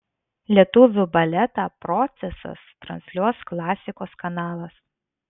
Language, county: Lithuanian, Vilnius